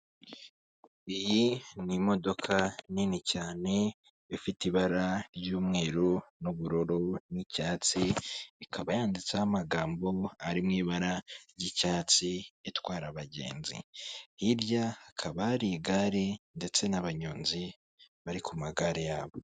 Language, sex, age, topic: Kinyarwanda, male, 25-35, government